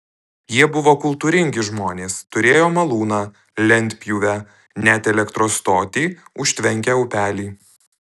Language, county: Lithuanian, Alytus